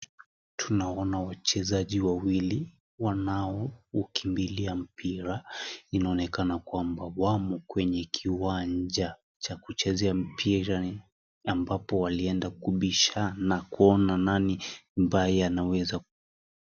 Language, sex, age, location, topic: Swahili, male, 18-24, Kisii, government